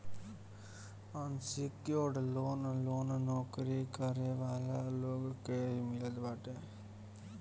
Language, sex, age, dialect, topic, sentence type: Bhojpuri, male, <18, Northern, banking, statement